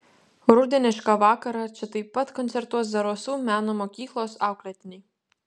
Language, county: Lithuanian, Vilnius